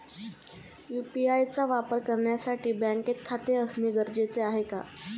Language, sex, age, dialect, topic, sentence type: Marathi, female, 31-35, Standard Marathi, banking, question